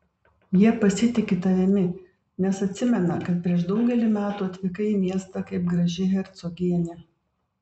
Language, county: Lithuanian, Vilnius